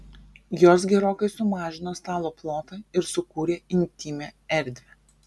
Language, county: Lithuanian, Vilnius